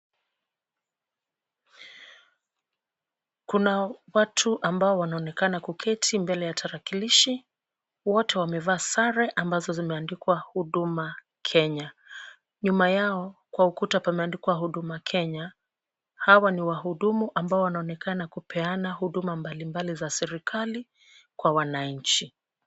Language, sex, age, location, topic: Swahili, female, 36-49, Kisumu, government